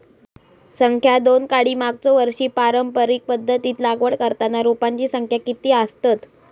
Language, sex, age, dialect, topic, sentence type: Marathi, female, 18-24, Southern Konkan, agriculture, question